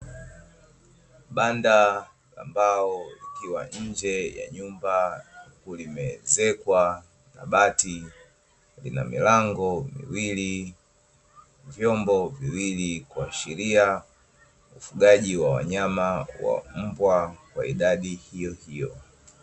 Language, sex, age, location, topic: Swahili, male, 25-35, Dar es Salaam, agriculture